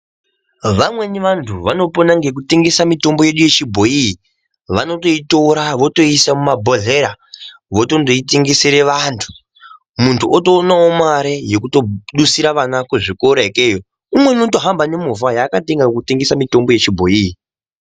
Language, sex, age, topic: Ndau, male, 18-24, health